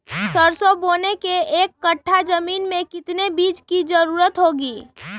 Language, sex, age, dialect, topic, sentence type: Magahi, female, 31-35, Western, agriculture, question